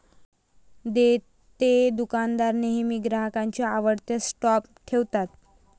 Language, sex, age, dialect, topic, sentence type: Marathi, female, 18-24, Varhadi, banking, statement